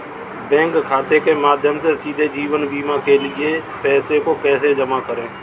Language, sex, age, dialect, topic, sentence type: Hindi, male, 36-40, Kanauji Braj Bhasha, banking, question